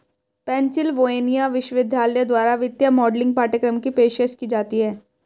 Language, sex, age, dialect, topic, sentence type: Hindi, female, 18-24, Hindustani Malvi Khadi Boli, banking, statement